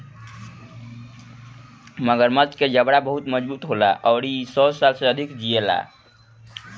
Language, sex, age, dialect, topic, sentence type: Bhojpuri, male, 18-24, Northern, agriculture, statement